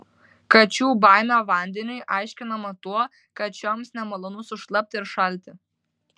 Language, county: Lithuanian, Vilnius